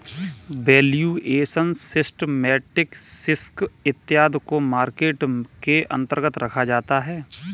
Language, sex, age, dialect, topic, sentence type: Hindi, male, 18-24, Kanauji Braj Bhasha, banking, statement